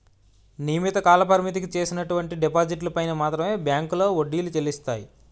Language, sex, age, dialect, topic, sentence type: Telugu, male, 25-30, Utterandhra, banking, statement